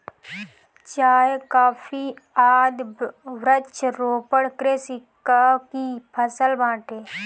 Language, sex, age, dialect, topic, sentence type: Bhojpuri, female, 18-24, Northern, agriculture, statement